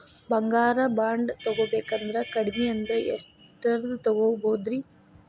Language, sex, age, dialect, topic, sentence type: Kannada, female, 18-24, Dharwad Kannada, banking, question